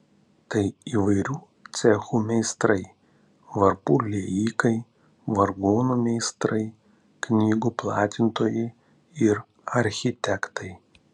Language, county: Lithuanian, Panevėžys